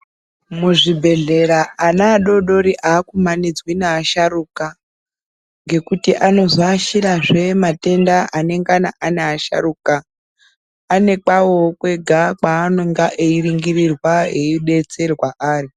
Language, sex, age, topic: Ndau, male, 18-24, health